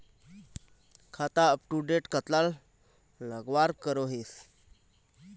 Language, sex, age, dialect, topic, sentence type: Magahi, male, 25-30, Northeastern/Surjapuri, banking, question